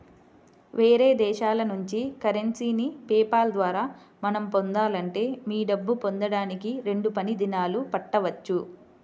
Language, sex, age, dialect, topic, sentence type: Telugu, female, 25-30, Central/Coastal, banking, statement